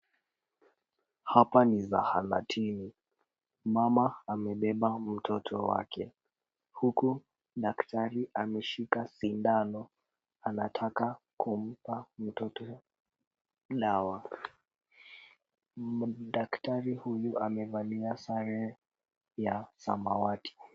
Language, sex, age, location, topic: Swahili, female, 36-49, Kisumu, health